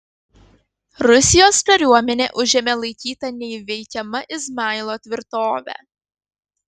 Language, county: Lithuanian, Kaunas